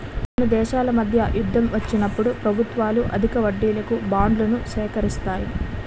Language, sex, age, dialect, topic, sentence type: Telugu, female, 18-24, Utterandhra, banking, statement